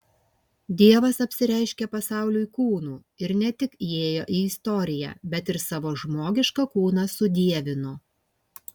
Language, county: Lithuanian, Kaunas